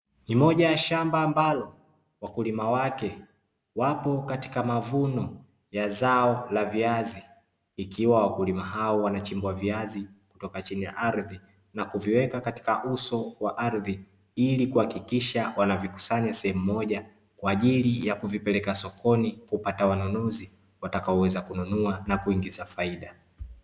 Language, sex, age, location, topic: Swahili, male, 25-35, Dar es Salaam, agriculture